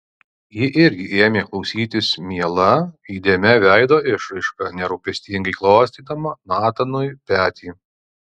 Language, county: Lithuanian, Alytus